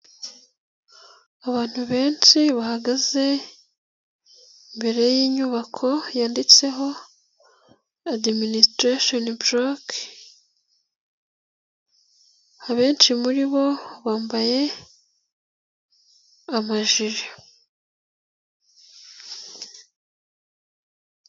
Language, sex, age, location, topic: Kinyarwanda, female, 18-24, Nyagatare, education